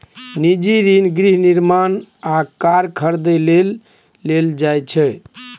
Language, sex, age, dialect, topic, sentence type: Maithili, male, 46-50, Bajjika, banking, statement